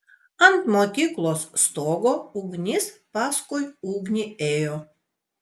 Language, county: Lithuanian, Vilnius